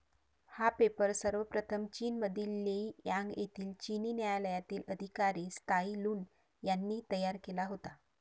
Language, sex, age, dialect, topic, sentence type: Marathi, female, 36-40, Varhadi, agriculture, statement